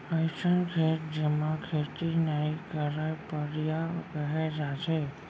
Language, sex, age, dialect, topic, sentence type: Chhattisgarhi, male, 46-50, Central, agriculture, statement